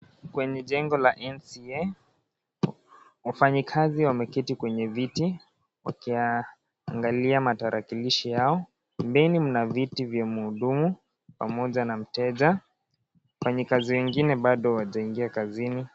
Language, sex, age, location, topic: Swahili, male, 18-24, Kisii, government